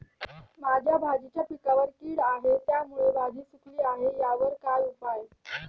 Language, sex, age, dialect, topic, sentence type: Marathi, female, 18-24, Standard Marathi, agriculture, question